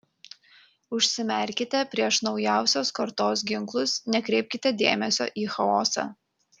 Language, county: Lithuanian, Kaunas